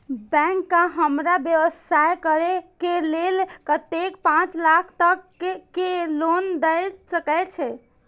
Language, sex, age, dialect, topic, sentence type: Maithili, female, 51-55, Eastern / Thethi, banking, question